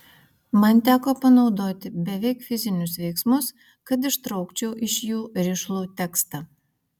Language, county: Lithuanian, Vilnius